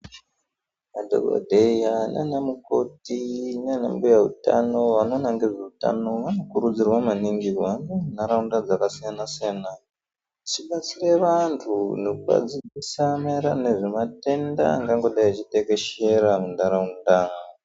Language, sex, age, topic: Ndau, male, 18-24, health